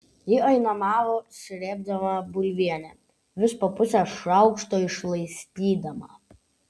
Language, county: Lithuanian, Vilnius